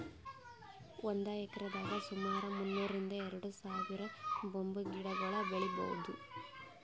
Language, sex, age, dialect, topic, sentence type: Kannada, female, 18-24, Northeastern, agriculture, statement